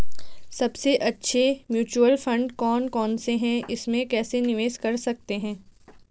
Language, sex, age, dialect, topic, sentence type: Hindi, female, 18-24, Garhwali, banking, question